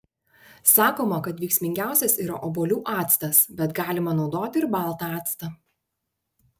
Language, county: Lithuanian, Panevėžys